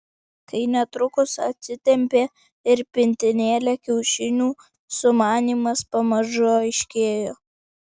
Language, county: Lithuanian, Vilnius